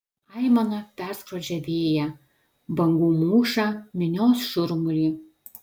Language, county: Lithuanian, Telšiai